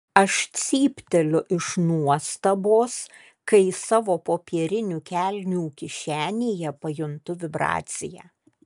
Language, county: Lithuanian, Kaunas